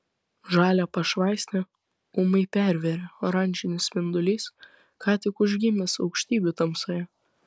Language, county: Lithuanian, Vilnius